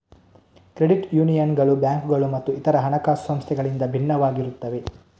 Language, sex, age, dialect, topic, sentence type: Kannada, male, 18-24, Coastal/Dakshin, banking, statement